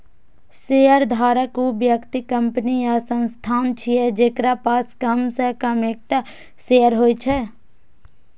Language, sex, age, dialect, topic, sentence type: Maithili, female, 18-24, Eastern / Thethi, banking, statement